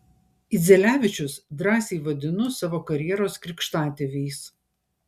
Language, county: Lithuanian, Šiauliai